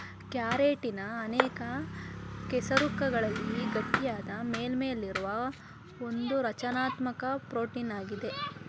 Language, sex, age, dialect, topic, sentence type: Kannada, male, 31-35, Mysore Kannada, agriculture, statement